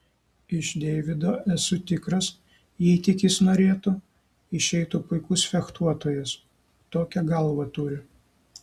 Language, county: Lithuanian, Kaunas